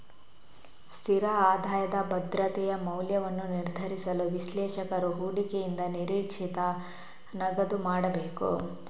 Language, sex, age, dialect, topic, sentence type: Kannada, female, 41-45, Coastal/Dakshin, banking, statement